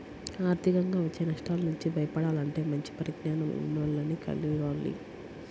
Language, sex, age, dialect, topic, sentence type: Telugu, female, 18-24, Central/Coastal, banking, statement